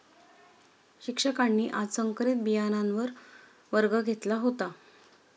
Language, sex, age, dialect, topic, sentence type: Marathi, female, 36-40, Standard Marathi, agriculture, statement